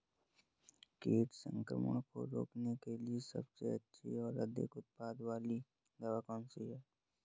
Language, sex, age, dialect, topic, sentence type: Hindi, male, 31-35, Awadhi Bundeli, agriculture, question